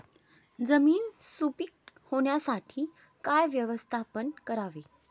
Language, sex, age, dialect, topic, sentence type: Marathi, female, 18-24, Standard Marathi, agriculture, question